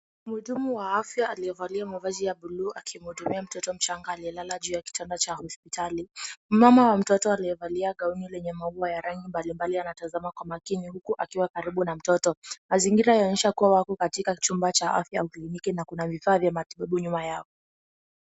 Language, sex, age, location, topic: Swahili, female, 18-24, Kisii, health